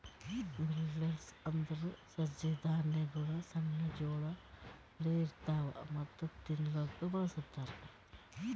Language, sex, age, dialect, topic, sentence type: Kannada, female, 46-50, Northeastern, agriculture, statement